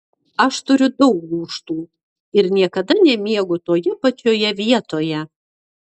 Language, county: Lithuanian, Utena